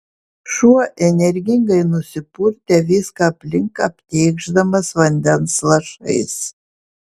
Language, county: Lithuanian, Vilnius